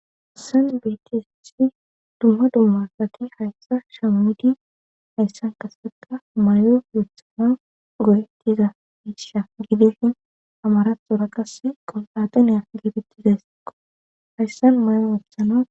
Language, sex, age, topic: Gamo, female, 25-35, government